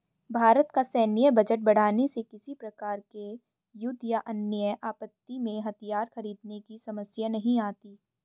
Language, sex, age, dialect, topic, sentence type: Hindi, female, 25-30, Hindustani Malvi Khadi Boli, banking, statement